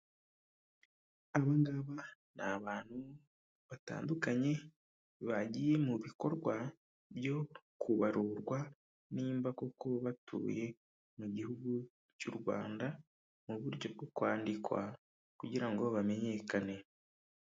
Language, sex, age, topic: Kinyarwanda, male, 25-35, government